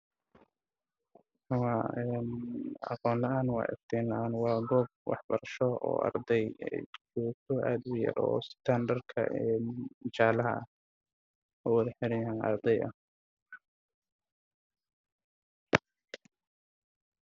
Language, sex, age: Somali, male, 18-24